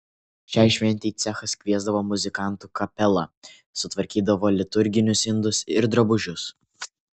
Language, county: Lithuanian, Kaunas